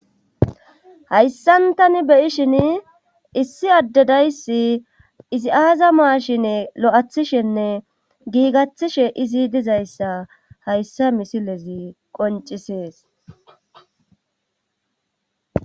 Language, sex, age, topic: Gamo, female, 36-49, government